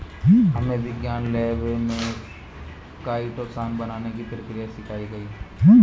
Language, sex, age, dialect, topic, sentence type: Hindi, male, 25-30, Marwari Dhudhari, agriculture, statement